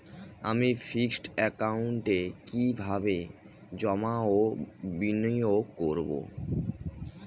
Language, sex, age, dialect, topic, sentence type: Bengali, male, 18-24, Rajbangshi, banking, question